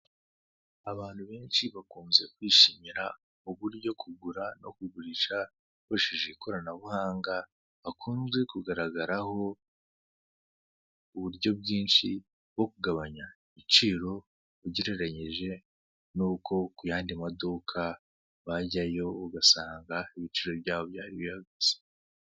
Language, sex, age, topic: Kinyarwanda, male, 18-24, finance